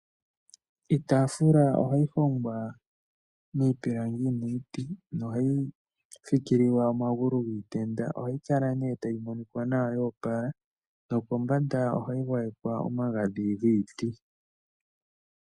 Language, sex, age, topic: Oshiwambo, male, 18-24, finance